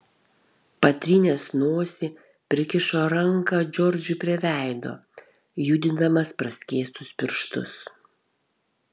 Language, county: Lithuanian, Kaunas